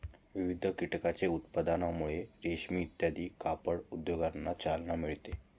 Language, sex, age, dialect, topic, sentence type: Marathi, male, 25-30, Standard Marathi, agriculture, statement